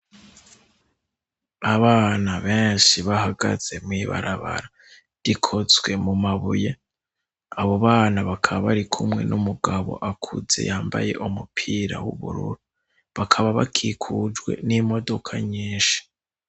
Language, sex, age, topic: Rundi, male, 18-24, education